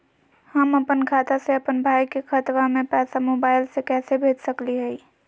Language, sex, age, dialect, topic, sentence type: Magahi, female, 18-24, Southern, banking, question